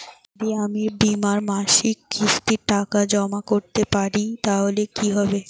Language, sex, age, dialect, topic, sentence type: Bengali, female, 18-24, Rajbangshi, banking, question